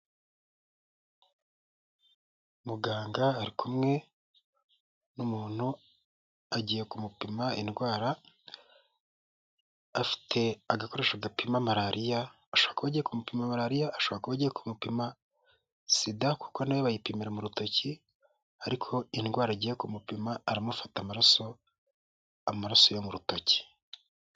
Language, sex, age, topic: Kinyarwanda, male, 18-24, health